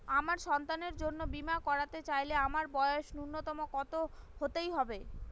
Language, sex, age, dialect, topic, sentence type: Bengali, female, 25-30, Northern/Varendri, banking, question